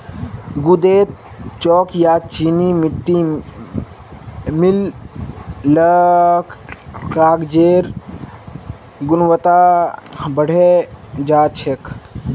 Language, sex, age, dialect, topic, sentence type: Magahi, male, 41-45, Northeastern/Surjapuri, agriculture, statement